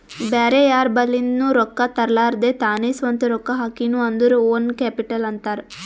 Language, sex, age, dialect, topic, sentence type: Kannada, female, 18-24, Northeastern, banking, statement